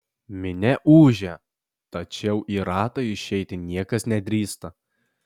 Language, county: Lithuanian, Alytus